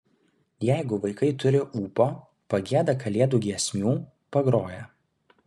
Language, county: Lithuanian, Kaunas